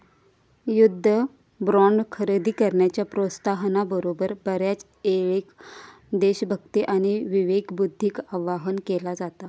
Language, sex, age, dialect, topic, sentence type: Marathi, female, 25-30, Southern Konkan, banking, statement